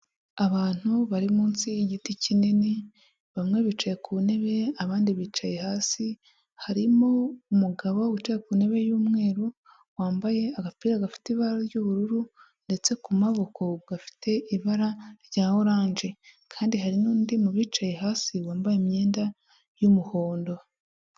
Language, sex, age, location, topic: Kinyarwanda, male, 50+, Huye, health